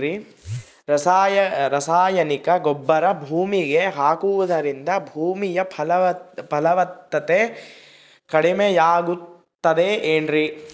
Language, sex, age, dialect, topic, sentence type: Kannada, male, 60-100, Central, agriculture, question